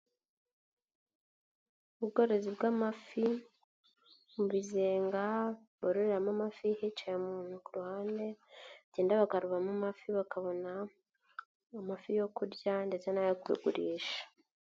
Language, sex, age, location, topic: Kinyarwanda, male, 25-35, Nyagatare, agriculture